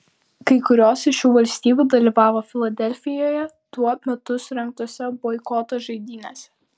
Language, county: Lithuanian, Vilnius